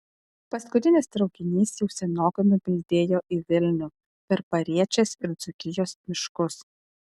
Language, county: Lithuanian, Kaunas